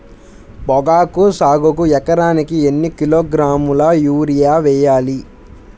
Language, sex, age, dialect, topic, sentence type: Telugu, male, 18-24, Central/Coastal, agriculture, question